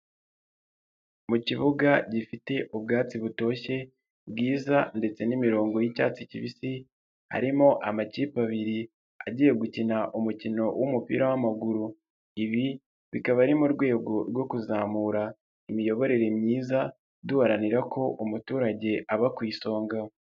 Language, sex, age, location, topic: Kinyarwanda, male, 25-35, Nyagatare, government